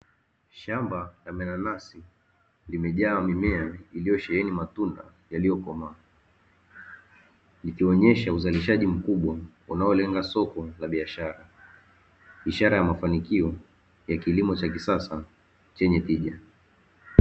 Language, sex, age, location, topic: Swahili, male, 18-24, Dar es Salaam, agriculture